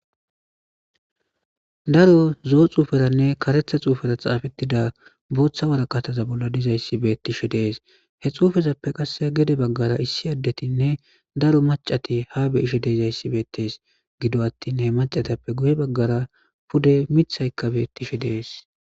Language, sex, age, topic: Gamo, male, 25-35, government